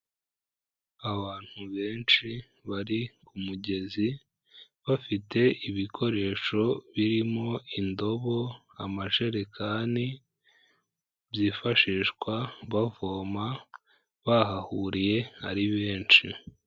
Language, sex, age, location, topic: Kinyarwanda, female, 18-24, Kigali, health